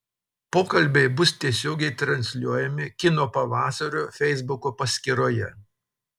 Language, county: Lithuanian, Telšiai